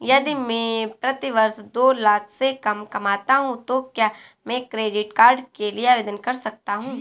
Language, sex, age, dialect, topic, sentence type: Hindi, female, 18-24, Awadhi Bundeli, banking, question